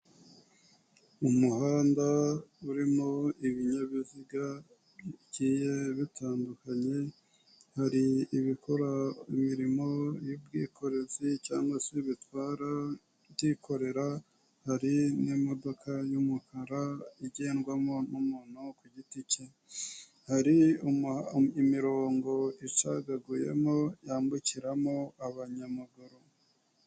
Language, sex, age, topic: Kinyarwanda, male, 18-24, government